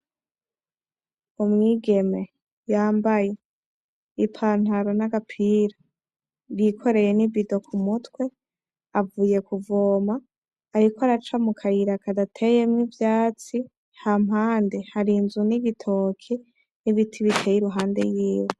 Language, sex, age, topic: Rundi, female, 18-24, agriculture